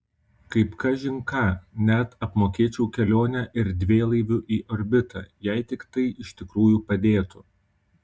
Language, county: Lithuanian, Kaunas